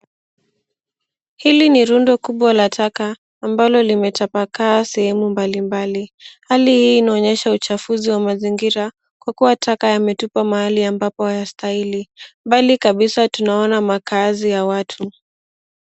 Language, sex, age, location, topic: Swahili, female, 18-24, Nairobi, government